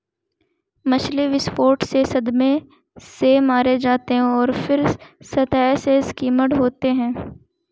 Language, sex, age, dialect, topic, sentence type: Hindi, female, 18-24, Hindustani Malvi Khadi Boli, agriculture, statement